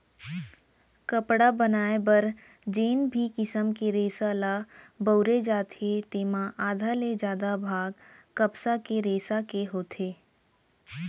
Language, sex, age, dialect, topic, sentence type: Chhattisgarhi, female, 18-24, Central, agriculture, statement